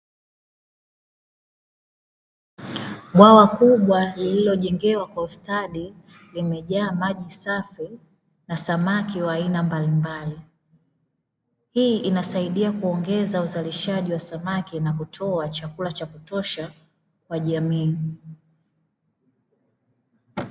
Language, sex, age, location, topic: Swahili, female, 25-35, Dar es Salaam, agriculture